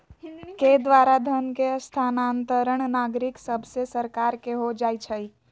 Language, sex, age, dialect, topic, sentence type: Magahi, female, 56-60, Western, banking, statement